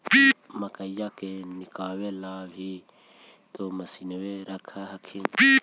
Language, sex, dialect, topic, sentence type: Magahi, male, Central/Standard, agriculture, question